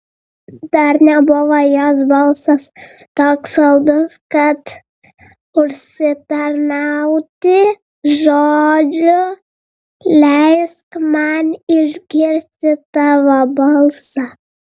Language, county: Lithuanian, Vilnius